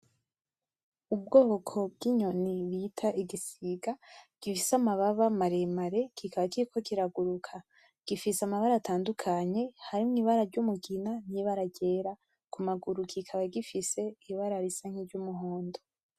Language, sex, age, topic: Rundi, female, 18-24, agriculture